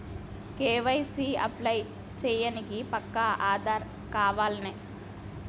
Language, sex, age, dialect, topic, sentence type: Telugu, female, 25-30, Telangana, banking, question